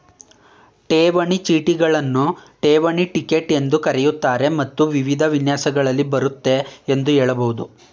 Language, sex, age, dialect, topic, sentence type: Kannada, male, 18-24, Mysore Kannada, banking, statement